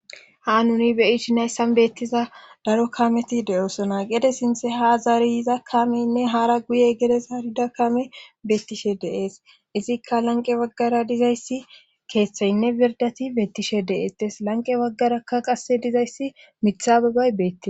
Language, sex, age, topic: Gamo, female, 18-24, government